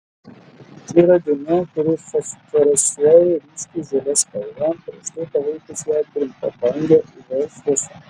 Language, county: Lithuanian, Klaipėda